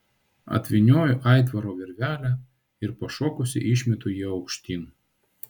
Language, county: Lithuanian, Vilnius